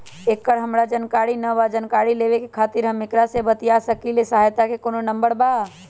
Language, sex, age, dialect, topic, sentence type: Magahi, female, 25-30, Western, banking, question